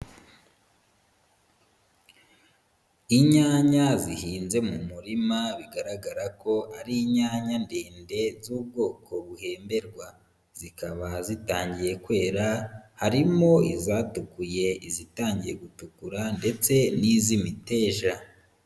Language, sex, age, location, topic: Kinyarwanda, male, 25-35, Huye, agriculture